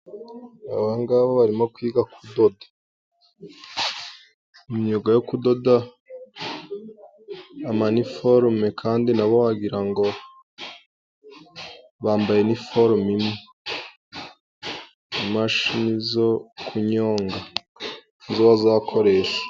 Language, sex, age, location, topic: Kinyarwanda, male, 18-24, Musanze, education